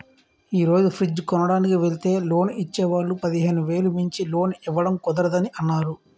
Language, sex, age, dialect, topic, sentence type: Telugu, male, 31-35, Utterandhra, banking, statement